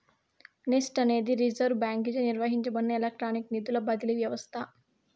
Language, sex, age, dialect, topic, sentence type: Telugu, female, 18-24, Southern, banking, statement